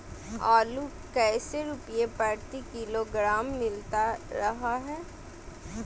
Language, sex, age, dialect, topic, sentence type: Magahi, female, 18-24, Southern, agriculture, question